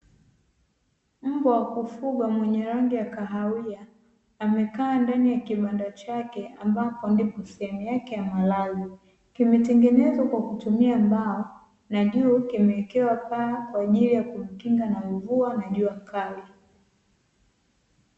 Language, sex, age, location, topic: Swahili, female, 18-24, Dar es Salaam, agriculture